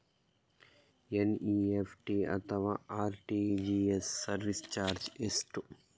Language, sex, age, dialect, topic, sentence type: Kannada, male, 31-35, Coastal/Dakshin, banking, question